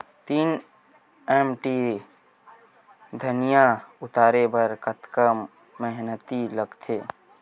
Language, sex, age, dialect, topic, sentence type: Chhattisgarhi, male, 18-24, Western/Budati/Khatahi, agriculture, question